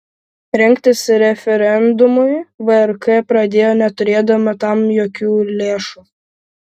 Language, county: Lithuanian, Vilnius